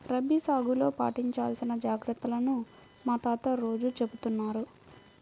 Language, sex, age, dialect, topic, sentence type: Telugu, female, 25-30, Central/Coastal, agriculture, statement